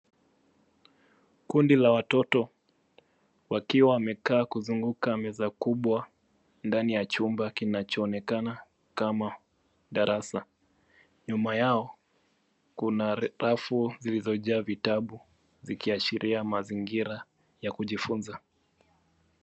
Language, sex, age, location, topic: Swahili, male, 25-35, Nairobi, education